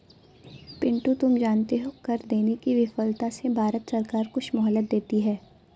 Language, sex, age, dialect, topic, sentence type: Hindi, female, 18-24, Awadhi Bundeli, banking, statement